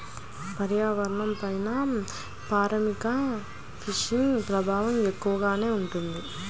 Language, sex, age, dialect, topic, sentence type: Telugu, female, 18-24, Central/Coastal, agriculture, statement